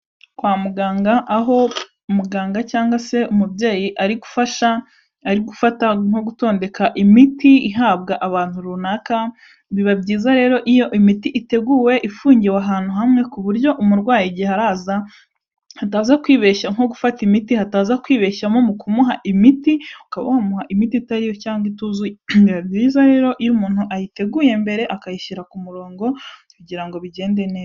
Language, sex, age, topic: Kinyarwanda, female, 18-24, health